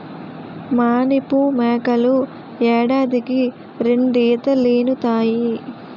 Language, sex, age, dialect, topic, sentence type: Telugu, female, 18-24, Utterandhra, agriculture, statement